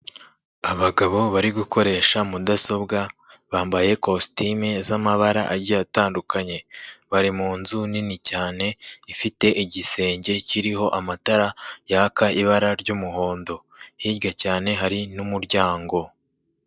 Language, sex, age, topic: Kinyarwanda, male, 25-35, government